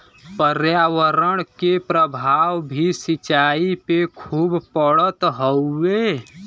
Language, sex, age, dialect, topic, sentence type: Bhojpuri, male, 18-24, Western, agriculture, statement